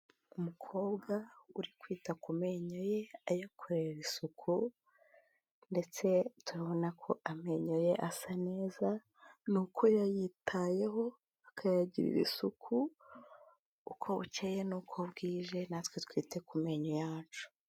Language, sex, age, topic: Kinyarwanda, female, 18-24, health